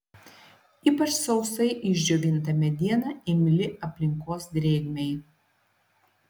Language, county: Lithuanian, Klaipėda